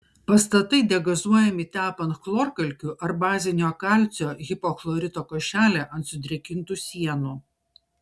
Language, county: Lithuanian, Šiauliai